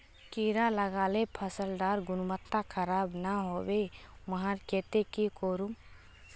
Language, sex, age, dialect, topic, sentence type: Magahi, female, 18-24, Northeastern/Surjapuri, agriculture, question